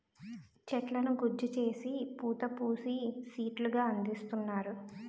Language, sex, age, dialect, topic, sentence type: Telugu, female, 18-24, Utterandhra, agriculture, statement